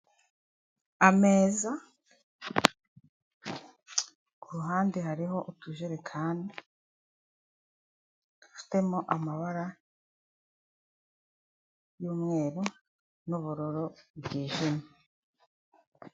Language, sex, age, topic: Kinyarwanda, female, 25-35, finance